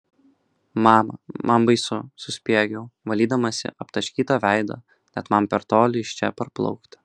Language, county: Lithuanian, Kaunas